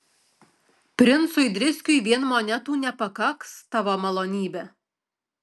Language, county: Lithuanian, Alytus